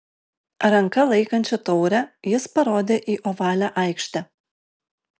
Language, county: Lithuanian, Alytus